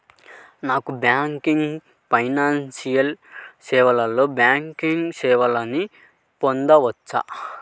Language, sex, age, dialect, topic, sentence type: Telugu, male, 31-35, Central/Coastal, banking, question